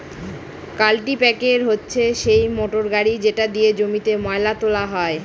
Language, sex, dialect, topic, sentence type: Bengali, female, Northern/Varendri, agriculture, statement